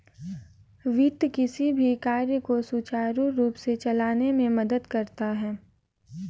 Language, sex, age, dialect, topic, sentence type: Hindi, female, 18-24, Kanauji Braj Bhasha, banking, statement